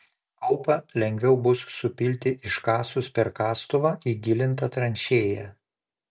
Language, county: Lithuanian, Panevėžys